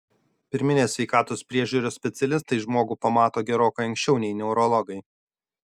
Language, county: Lithuanian, Šiauliai